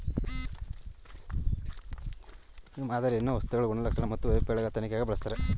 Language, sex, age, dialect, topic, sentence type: Kannada, male, 31-35, Mysore Kannada, agriculture, statement